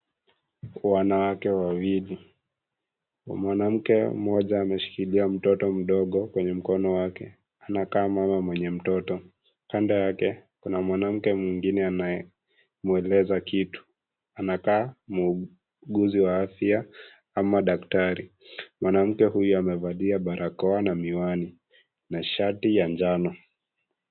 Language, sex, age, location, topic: Swahili, female, 25-35, Kisii, health